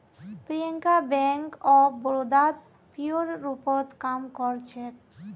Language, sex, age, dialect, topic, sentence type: Magahi, female, 18-24, Northeastern/Surjapuri, banking, statement